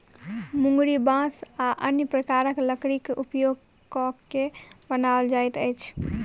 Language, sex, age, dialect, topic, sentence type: Maithili, female, 18-24, Southern/Standard, agriculture, statement